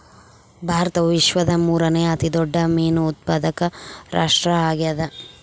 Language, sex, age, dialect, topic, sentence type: Kannada, female, 25-30, Central, agriculture, statement